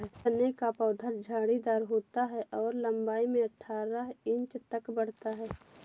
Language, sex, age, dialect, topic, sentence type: Hindi, female, 18-24, Awadhi Bundeli, agriculture, statement